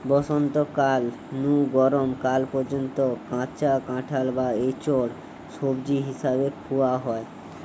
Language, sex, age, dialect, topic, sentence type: Bengali, male, <18, Western, agriculture, statement